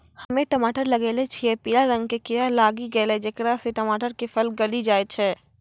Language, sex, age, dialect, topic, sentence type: Maithili, female, 46-50, Angika, agriculture, question